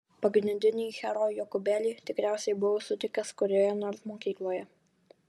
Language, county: Lithuanian, Vilnius